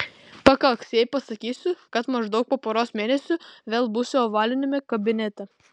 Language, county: Lithuanian, Vilnius